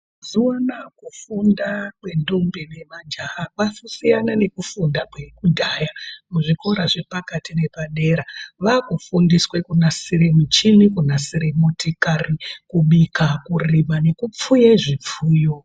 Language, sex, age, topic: Ndau, female, 36-49, education